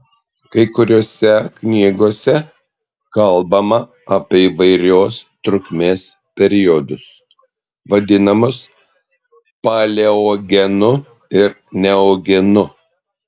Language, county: Lithuanian, Panevėžys